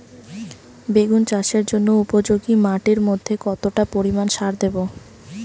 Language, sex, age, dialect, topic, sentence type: Bengali, female, 18-24, Rajbangshi, agriculture, question